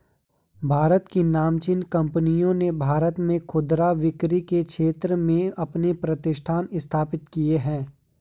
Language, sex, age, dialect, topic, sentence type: Hindi, male, 18-24, Garhwali, agriculture, statement